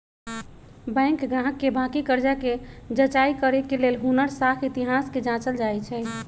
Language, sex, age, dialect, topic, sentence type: Magahi, male, 25-30, Western, banking, statement